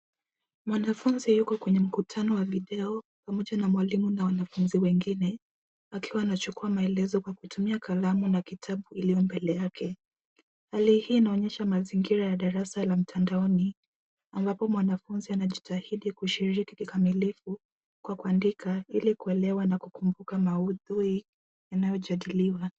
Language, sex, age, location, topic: Swahili, female, 18-24, Nairobi, education